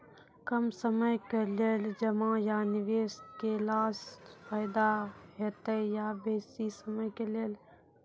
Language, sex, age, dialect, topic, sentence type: Maithili, female, 18-24, Angika, banking, question